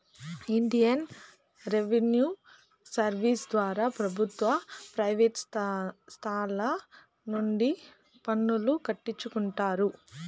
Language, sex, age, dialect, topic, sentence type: Telugu, female, 41-45, Southern, banking, statement